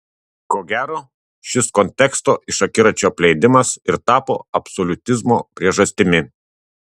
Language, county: Lithuanian, Tauragė